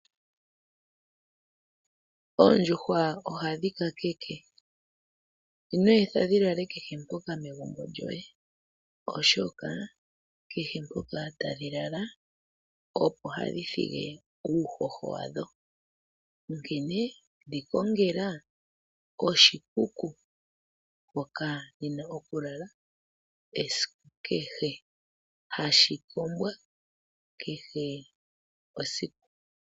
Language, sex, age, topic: Oshiwambo, female, 25-35, agriculture